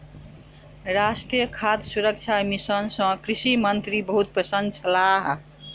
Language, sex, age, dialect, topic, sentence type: Maithili, female, 46-50, Southern/Standard, agriculture, statement